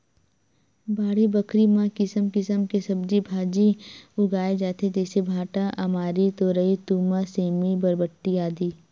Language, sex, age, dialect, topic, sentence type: Chhattisgarhi, female, 18-24, Western/Budati/Khatahi, agriculture, statement